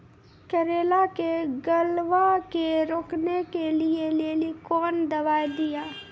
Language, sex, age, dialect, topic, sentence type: Maithili, male, 18-24, Angika, agriculture, question